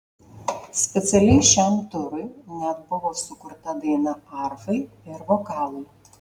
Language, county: Lithuanian, Marijampolė